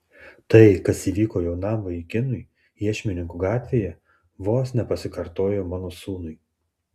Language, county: Lithuanian, Tauragė